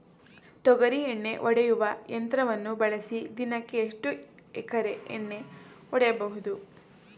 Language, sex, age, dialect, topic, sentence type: Kannada, female, 18-24, Mysore Kannada, agriculture, question